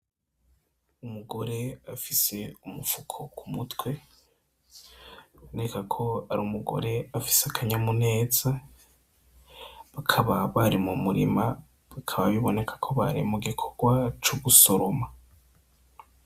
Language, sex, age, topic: Rundi, male, 18-24, agriculture